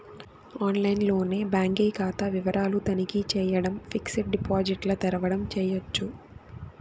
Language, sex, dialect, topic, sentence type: Telugu, female, Southern, banking, statement